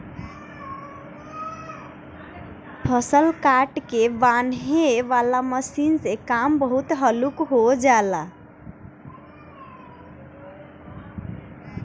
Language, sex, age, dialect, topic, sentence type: Bhojpuri, female, 18-24, Northern, agriculture, statement